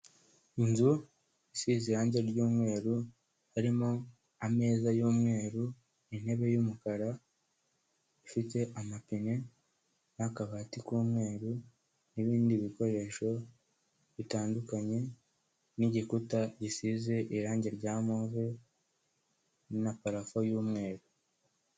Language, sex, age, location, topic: Kinyarwanda, male, 18-24, Kigali, health